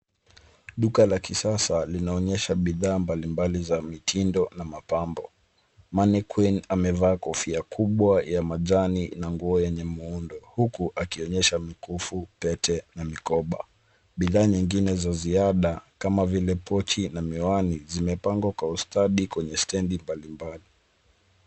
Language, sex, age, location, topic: Swahili, male, 18-24, Nairobi, finance